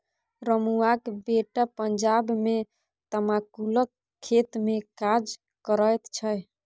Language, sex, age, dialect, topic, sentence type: Maithili, female, 41-45, Bajjika, agriculture, statement